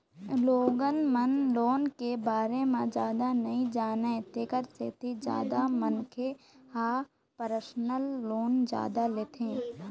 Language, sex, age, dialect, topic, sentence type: Chhattisgarhi, female, 51-55, Eastern, banking, statement